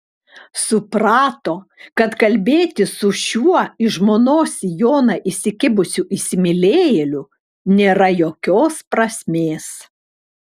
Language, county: Lithuanian, Klaipėda